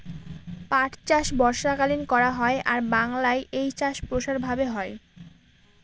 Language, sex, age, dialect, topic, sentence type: Bengali, female, 18-24, Northern/Varendri, agriculture, statement